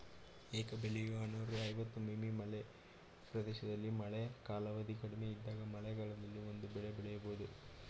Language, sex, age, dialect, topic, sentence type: Kannada, male, 18-24, Mysore Kannada, agriculture, statement